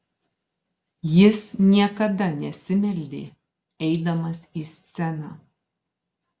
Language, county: Lithuanian, Marijampolė